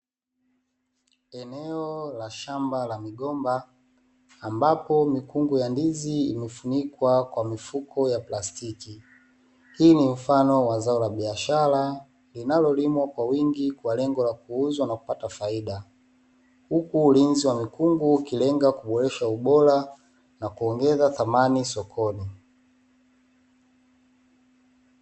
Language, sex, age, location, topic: Swahili, male, 18-24, Dar es Salaam, agriculture